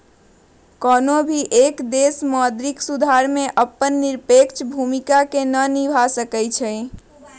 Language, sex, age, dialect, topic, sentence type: Magahi, female, 41-45, Western, banking, statement